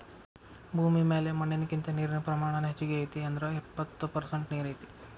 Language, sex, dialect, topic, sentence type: Kannada, male, Dharwad Kannada, agriculture, statement